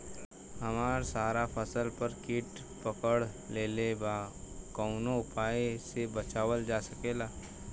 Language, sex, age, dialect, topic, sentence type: Bhojpuri, male, 18-24, Southern / Standard, agriculture, question